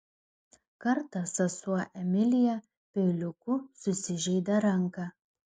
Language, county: Lithuanian, Klaipėda